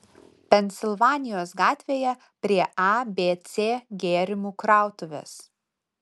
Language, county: Lithuanian, Utena